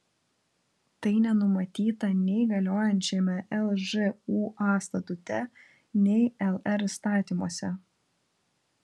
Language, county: Lithuanian, Vilnius